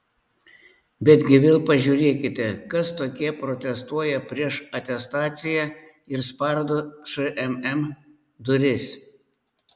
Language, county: Lithuanian, Panevėžys